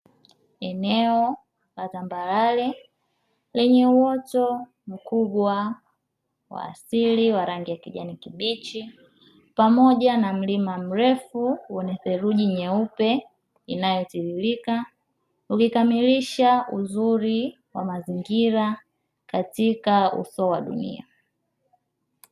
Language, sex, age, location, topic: Swahili, male, 18-24, Dar es Salaam, agriculture